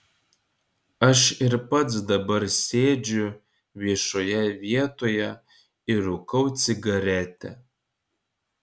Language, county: Lithuanian, Kaunas